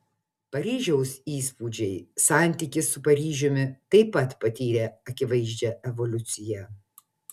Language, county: Lithuanian, Utena